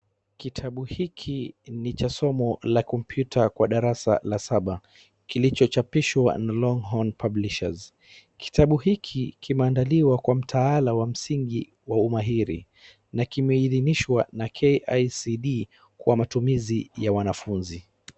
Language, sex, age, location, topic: Swahili, male, 36-49, Wajir, education